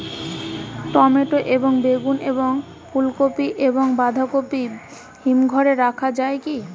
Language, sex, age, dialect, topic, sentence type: Bengali, female, 18-24, Rajbangshi, agriculture, question